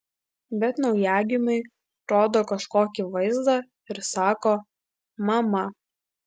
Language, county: Lithuanian, Klaipėda